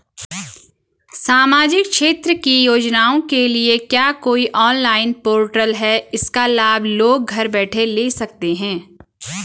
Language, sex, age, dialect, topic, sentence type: Hindi, female, 25-30, Garhwali, banking, question